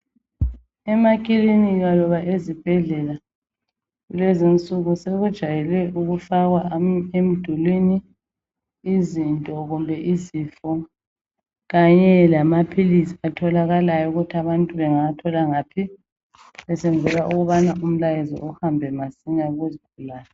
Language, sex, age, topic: North Ndebele, female, 25-35, health